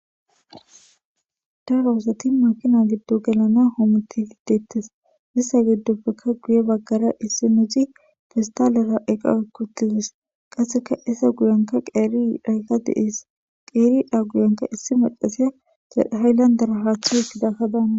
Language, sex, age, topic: Gamo, female, 18-24, government